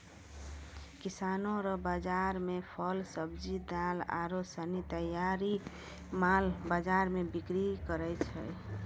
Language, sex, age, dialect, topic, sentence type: Maithili, female, 60-100, Angika, agriculture, statement